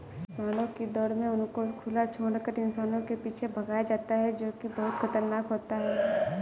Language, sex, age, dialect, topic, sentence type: Hindi, female, 18-24, Awadhi Bundeli, agriculture, statement